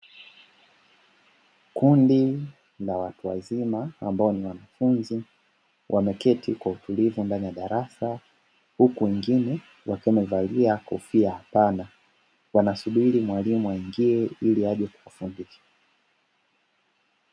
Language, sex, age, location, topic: Swahili, male, 25-35, Dar es Salaam, education